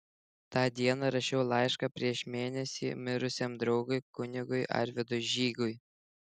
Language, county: Lithuanian, Šiauliai